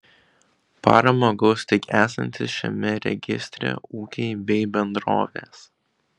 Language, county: Lithuanian, Kaunas